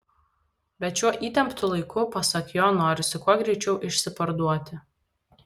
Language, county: Lithuanian, Vilnius